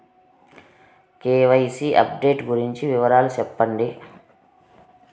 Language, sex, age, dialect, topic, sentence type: Telugu, female, 36-40, Southern, banking, question